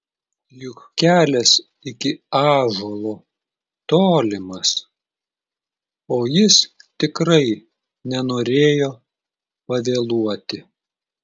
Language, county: Lithuanian, Klaipėda